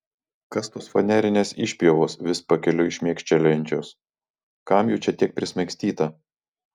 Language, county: Lithuanian, Vilnius